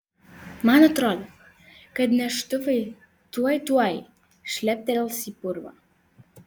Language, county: Lithuanian, Vilnius